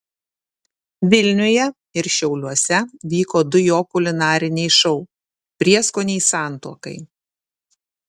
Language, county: Lithuanian, Šiauliai